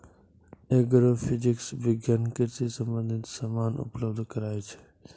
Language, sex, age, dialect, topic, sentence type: Maithili, male, 18-24, Angika, agriculture, statement